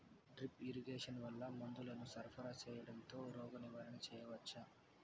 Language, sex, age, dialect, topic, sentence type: Telugu, male, 18-24, Southern, agriculture, question